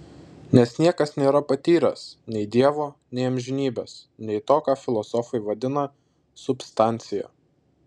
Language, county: Lithuanian, Šiauliai